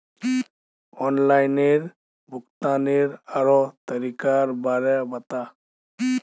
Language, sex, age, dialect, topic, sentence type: Magahi, male, 25-30, Northeastern/Surjapuri, banking, statement